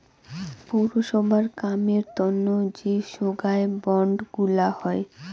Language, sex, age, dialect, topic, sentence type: Bengali, female, 18-24, Rajbangshi, banking, statement